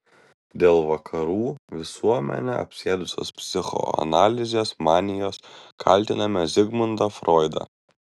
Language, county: Lithuanian, Vilnius